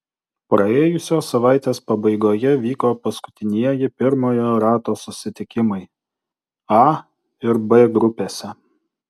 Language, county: Lithuanian, Utena